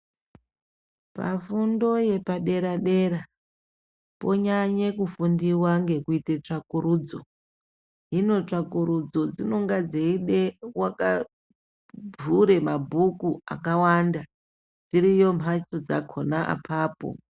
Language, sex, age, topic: Ndau, female, 36-49, education